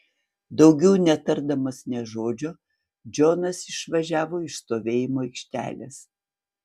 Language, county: Lithuanian, Panevėžys